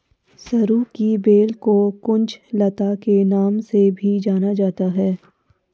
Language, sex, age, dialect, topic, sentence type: Hindi, female, 51-55, Garhwali, agriculture, statement